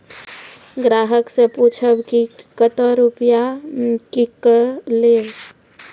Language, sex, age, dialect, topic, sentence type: Maithili, female, 25-30, Angika, banking, question